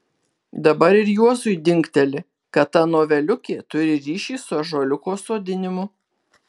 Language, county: Lithuanian, Kaunas